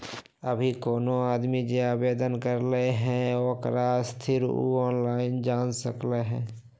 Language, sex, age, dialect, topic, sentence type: Magahi, male, 56-60, Western, banking, statement